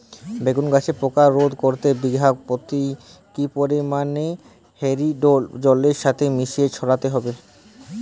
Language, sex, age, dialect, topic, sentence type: Bengali, male, 18-24, Jharkhandi, agriculture, question